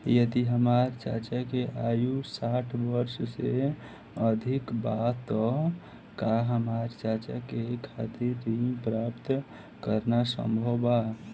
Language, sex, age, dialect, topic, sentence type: Bhojpuri, female, 18-24, Southern / Standard, banking, statement